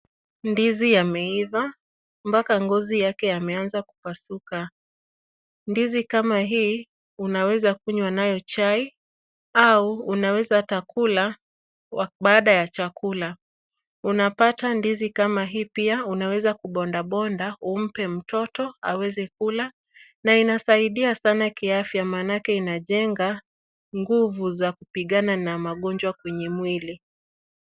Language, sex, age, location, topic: Swahili, female, 25-35, Kisumu, agriculture